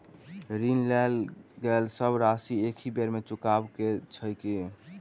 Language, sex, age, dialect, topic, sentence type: Maithili, male, 18-24, Southern/Standard, banking, question